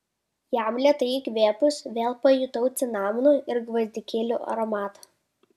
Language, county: Lithuanian, Kaunas